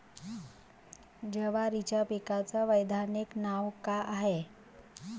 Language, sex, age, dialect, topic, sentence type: Marathi, female, 31-35, Varhadi, agriculture, question